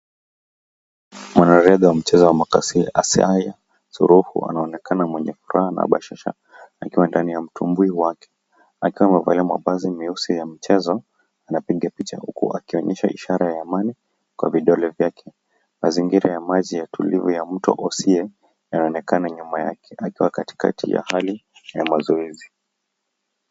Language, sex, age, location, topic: Swahili, male, 18-24, Nakuru, education